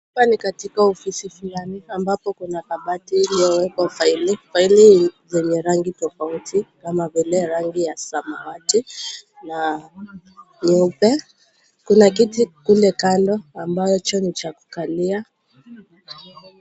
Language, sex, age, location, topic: Swahili, female, 18-24, Kisumu, education